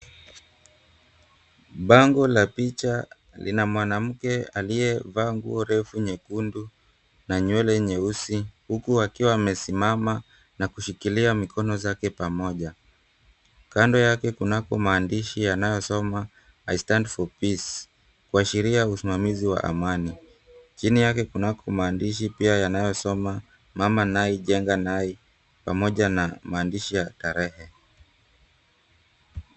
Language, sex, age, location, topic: Swahili, male, 18-24, Mombasa, government